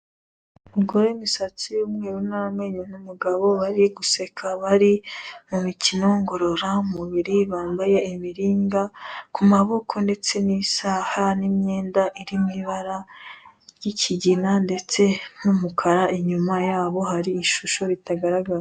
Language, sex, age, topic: Kinyarwanda, female, 18-24, health